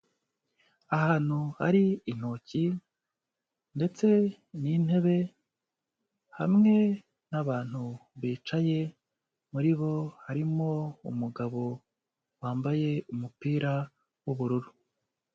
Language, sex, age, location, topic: Kinyarwanda, male, 25-35, Kigali, health